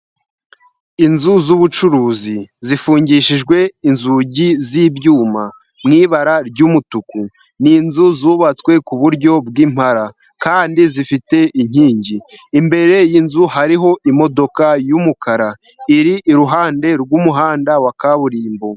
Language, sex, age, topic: Kinyarwanda, male, 25-35, government